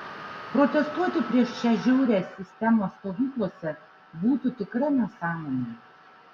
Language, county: Lithuanian, Šiauliai